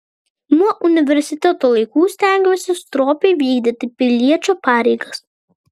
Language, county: Lithuanian, Vilnius